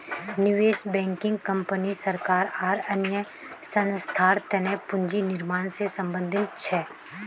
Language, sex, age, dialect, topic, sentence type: Magahi, female, 18-24, Northeastern/Surjapuri, banking, statement